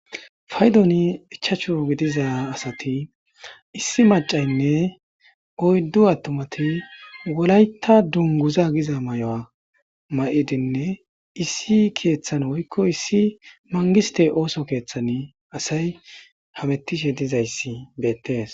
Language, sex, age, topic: Gamo, male, 25-35, government